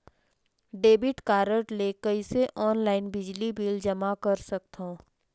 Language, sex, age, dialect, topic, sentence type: Chhattisgarhi, female, 46-50, Northern/Bhandar, banking, question